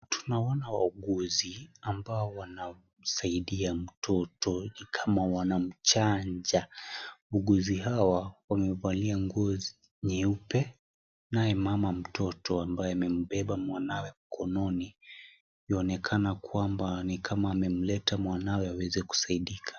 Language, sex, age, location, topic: Swahili, male, 18-24, Kisii, health